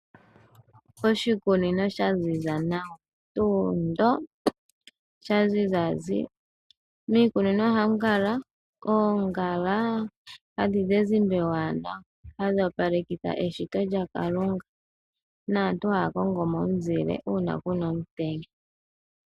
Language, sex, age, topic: Oshiwambo, female, 18-24, agriculture